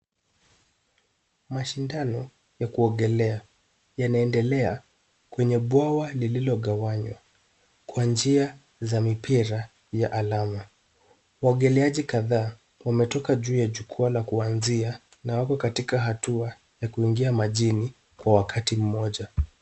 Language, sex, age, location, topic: Swahili, male, 18-24, Nairobi, education